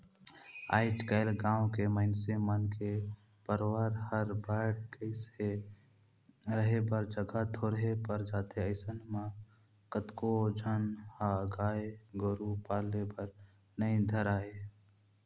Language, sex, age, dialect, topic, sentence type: Chhattisgarhi, male, 18-24, Northern/Bhandar, agriculture, statement